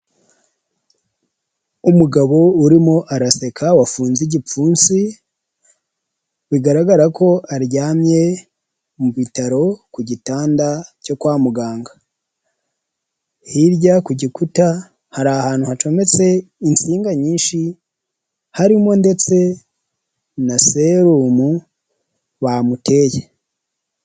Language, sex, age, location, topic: Kinyarwanda, male, 25-35, Huye, health